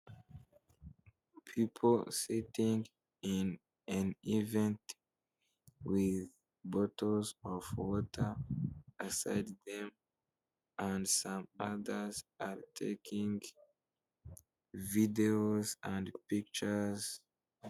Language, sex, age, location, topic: Kinyarwanda, male, 18-24, Kigali, government